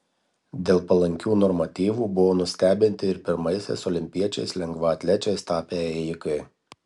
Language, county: Lithuanian, Marijampolė